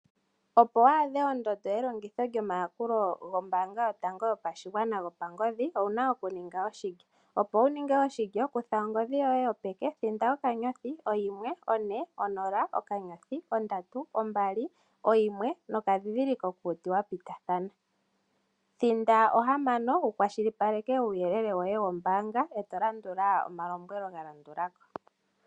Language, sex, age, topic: Oshiwambo, female, 25-35, finance